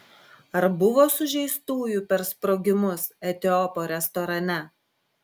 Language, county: Lithuanian, Klaipėda